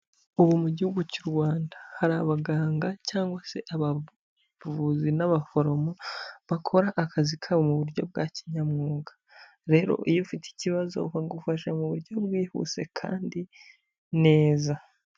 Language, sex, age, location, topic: Kinyarwanda, male, 25-35, Huye, health